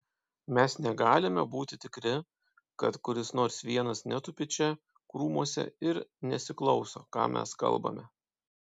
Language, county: Lithuanian, Panevėžys